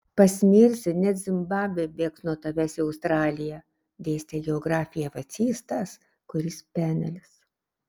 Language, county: Lithuanian, Šiauliai